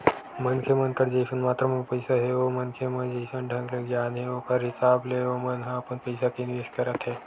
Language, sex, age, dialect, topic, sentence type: Chhattisgarhi, male, 51-55, Western/Budati/Khatahi, banking, statement